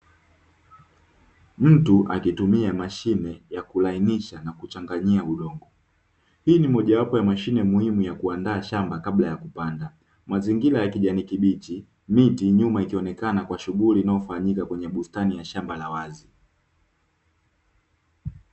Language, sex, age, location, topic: Swahili, male, 18-24, Dar es Salaam, agriculture